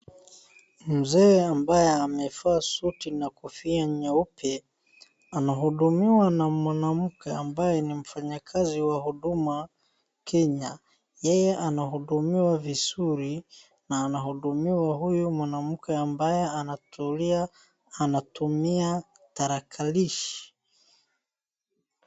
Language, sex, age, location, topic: Swahili, male, 18-24, Wajir, government